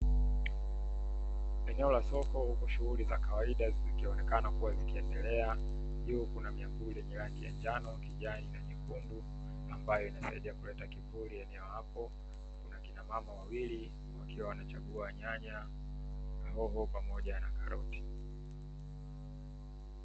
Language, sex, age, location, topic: Swahili, male, 18-24, Dar es Salaam, finance